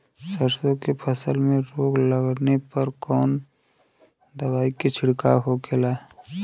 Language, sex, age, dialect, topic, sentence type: Bhojpuri, male, 25-30, Western, agriculture, question